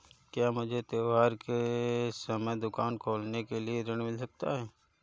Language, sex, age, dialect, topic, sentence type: Hindi, male, 31-35, Awadhi Bundeli, banking, question